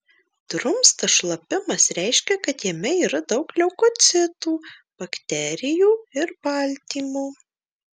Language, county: Lithuanian, Marijampolė